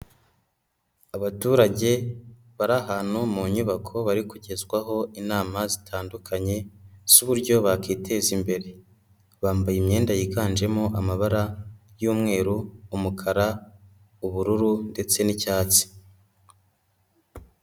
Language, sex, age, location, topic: Kinyarwanda, male, 18-24, Nyagatare, health